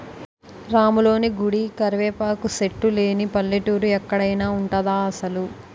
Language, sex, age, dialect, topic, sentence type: Telugu, female, 18-24, Utterandhra, agriculture, statement